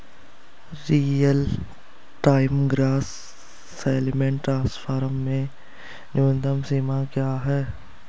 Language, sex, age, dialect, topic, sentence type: Hindi, male, 18-24, Hindustani Malvi Khadi Boli, banking, question